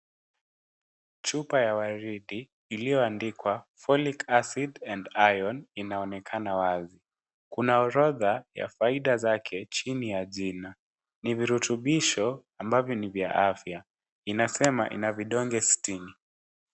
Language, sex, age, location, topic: Swahili, male, 18-24, Kisumu, health